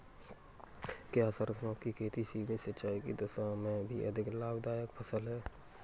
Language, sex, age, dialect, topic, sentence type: Hindi, male, 18-24, Kanauji Braj Bhasha, agriculture, question